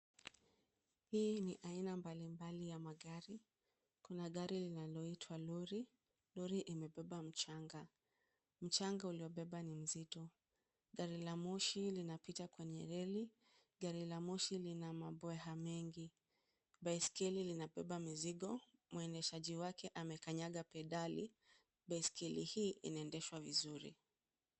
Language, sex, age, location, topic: Swahili, female, 25-35, Kisumu, education